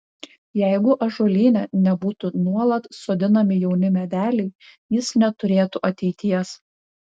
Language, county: Lithuanian, Vilnius